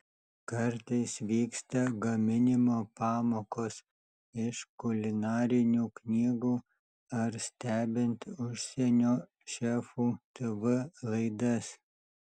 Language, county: Lithuanian, Alytus